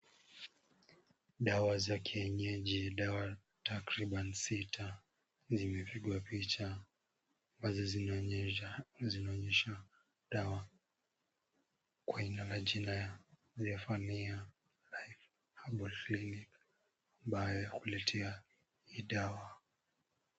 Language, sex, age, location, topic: Swahili, male, 18-24, Kisumu, health